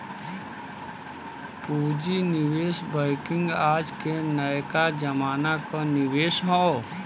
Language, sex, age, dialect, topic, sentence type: Bhojpuri, male, 31-35, Western, banking, statement